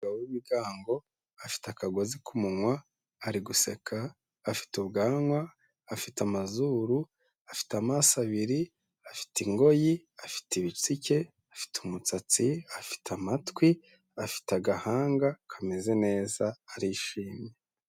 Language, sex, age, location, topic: Kinyarwanda, male, 25-35, Kigali, health